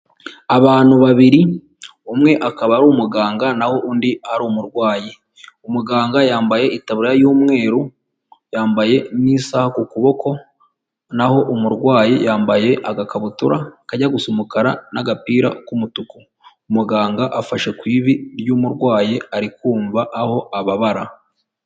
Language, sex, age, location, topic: Kinyarwanda, female, 18-24, Huye, health